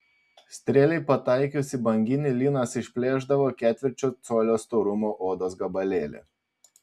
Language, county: Lithuanian, Panevėžys